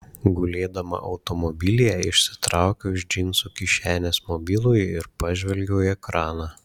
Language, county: Lithuanian, Šiauliai